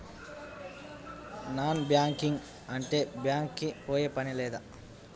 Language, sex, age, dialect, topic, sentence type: Telugu, male, 18-24, Telangana, banking, question